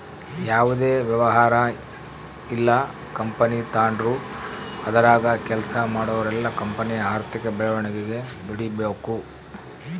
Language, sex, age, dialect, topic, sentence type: Kannada, male, 46-50, Central, banking, statement